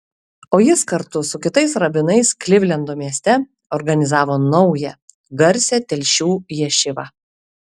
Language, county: Lithuanian, Kaunas